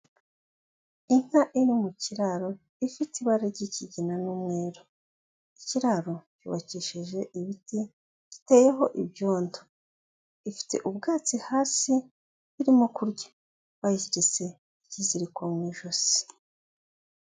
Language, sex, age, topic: Kinyarwanda, female, 25-35, agriculture